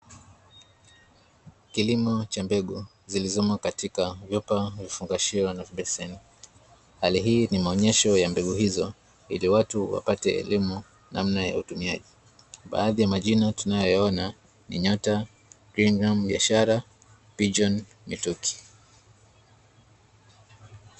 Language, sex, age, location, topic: Swahili, male, 25-35, Dar es Salaam, agriculture